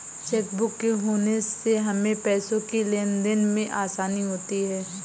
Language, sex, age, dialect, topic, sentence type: Hindi, female, 18-24, Awadhi Bundeli, banking, statement